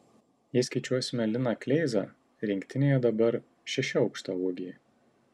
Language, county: Lithuanian, Tauragė